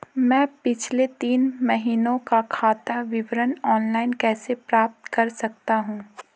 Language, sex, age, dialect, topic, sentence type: Hindi, female, 18-24, Marwari Dhudhari, banking, question